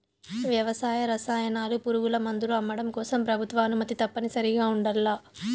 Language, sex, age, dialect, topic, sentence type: Telugu, female, 25-30, Southern, agriculture, statement